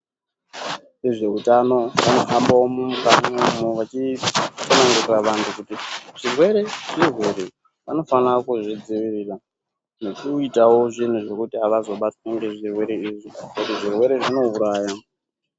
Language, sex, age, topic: Ndau, male, 18-24, health